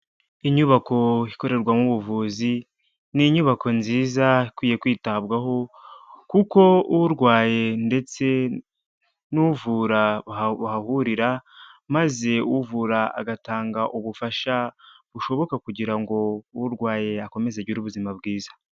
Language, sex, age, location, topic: Kinyarwanda, male, 25-35, Huye, health